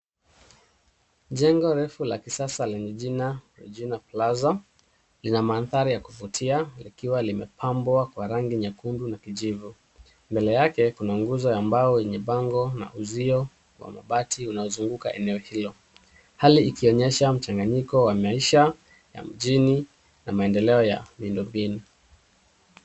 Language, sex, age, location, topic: Swahili, male, 36-49, Nairobi, finance